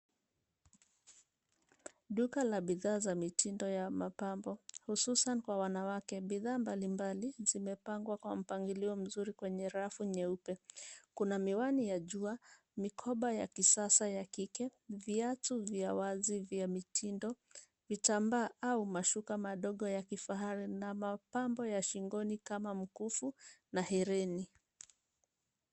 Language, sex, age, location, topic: Swahili, female, 25-35, Nairobi, finance